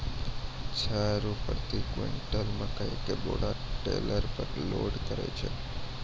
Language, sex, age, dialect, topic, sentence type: Maithili, male, 18-24, Angika, agriculture, question